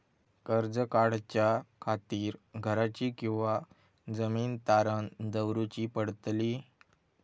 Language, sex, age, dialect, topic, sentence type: Marathi, male, 18-24, Southern Konkan, banking, question